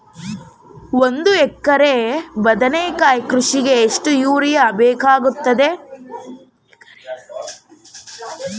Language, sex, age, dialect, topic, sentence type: Kannada, female, 18-24, Mysore Kannada, agriculture, question